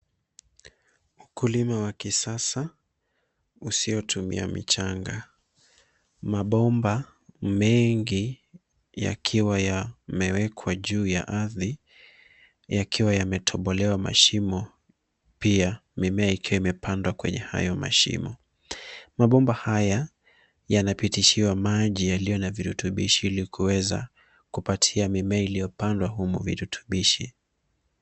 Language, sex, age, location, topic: Swahili, male, 25-35, Nairobi, agriculture